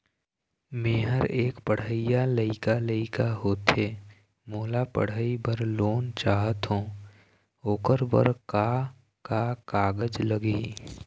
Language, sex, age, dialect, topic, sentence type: Chhattisgarhi, male, 18-24, Eastern, banking, question